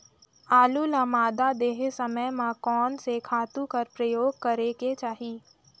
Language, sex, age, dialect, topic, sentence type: Chhattisgarhi, female, 18-24, Northern/Bhandar, agriculture, question